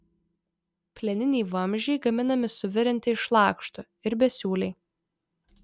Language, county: Lithuanian, Vilnius